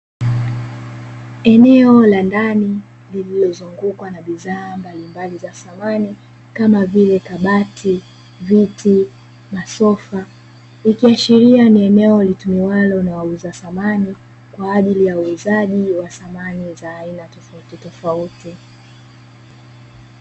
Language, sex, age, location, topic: Swahili, female, 25-35, Dar es Salaam, finance